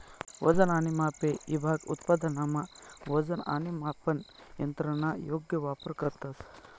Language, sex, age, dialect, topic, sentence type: Marathi, male, 25-30, Northern Konkan, agriculture, statement